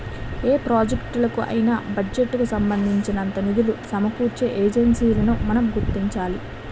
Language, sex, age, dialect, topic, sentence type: Telugu, female, 18-24, Utterandhra, banking, statement